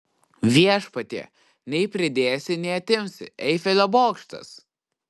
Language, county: Lithuanian, Kaunas